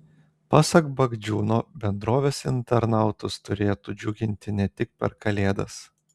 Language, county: Lithuanian, Telšiai